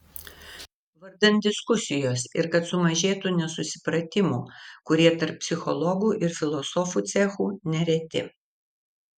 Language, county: Lithuanian, Vilnius